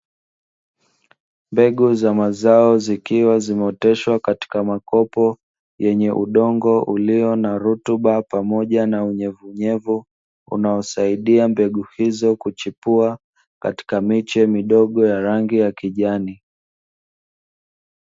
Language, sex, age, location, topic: Swahili, male, 25-35, Dar es Salaam, agriculture